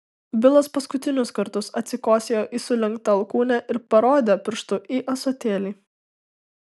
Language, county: Lithuanian, Tauragė